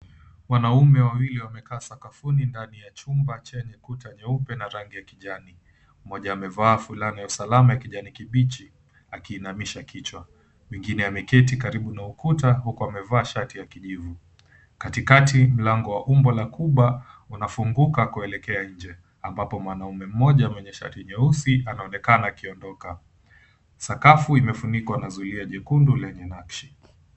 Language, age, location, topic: Swahili, 25-35, Mombasa, government